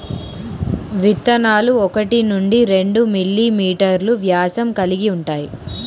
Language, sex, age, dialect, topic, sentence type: Telugu, male, 18-24, Central/Coastal, agriculture, statement